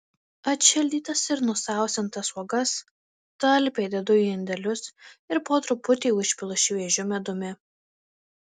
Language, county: Lithuanian, Marijampolė